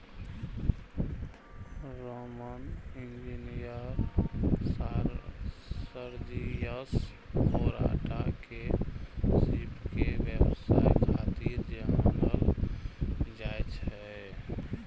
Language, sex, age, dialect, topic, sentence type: Maithili, male, 25-30, Eastern / Thethi, agriculture, statement